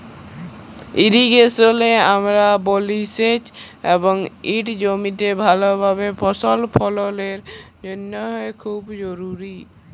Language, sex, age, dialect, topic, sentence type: Bengali, male, 41-45, Jharkhandi, agriculture, statement